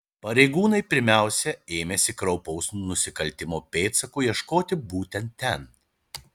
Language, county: Lithuanian, Šiauliai